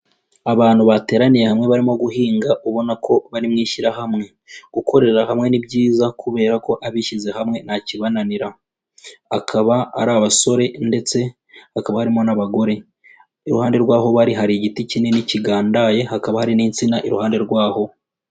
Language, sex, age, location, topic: Kinyarwanda, female, 25-35, Kigali, agriculture